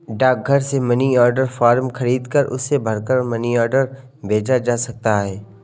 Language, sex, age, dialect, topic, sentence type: Hindi, male, 18-24, Kanauji Braj Bhasha, banking, statement